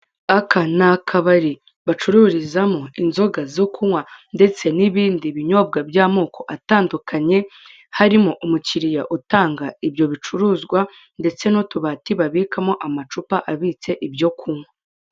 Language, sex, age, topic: Kinyarwanda, female, 18-24, finance